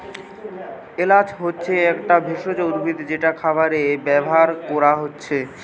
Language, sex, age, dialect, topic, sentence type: Bengali, male, 18-24, Western, agriculture, statement